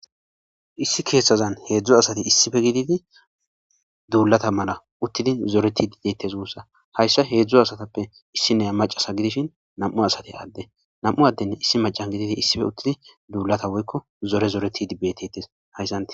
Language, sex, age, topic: Gamo, male, 18-24, government